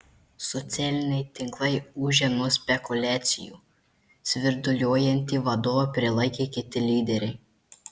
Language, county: Lithuanian, Marijampolė